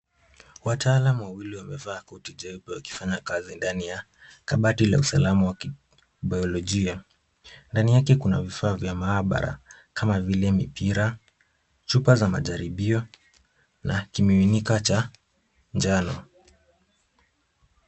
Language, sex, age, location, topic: Swahili, male, 18-24, Kisumu, health